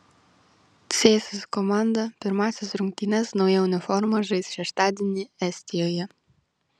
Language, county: Lithuanian, Vilnius